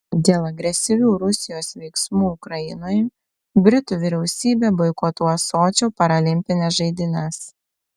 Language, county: Lithuanian, Telšiai